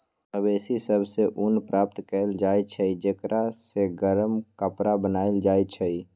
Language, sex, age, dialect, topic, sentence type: Magahi, female, 31-35, Western, agriculture, statement